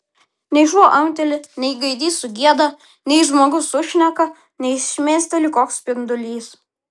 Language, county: Lithuanian, Vilnius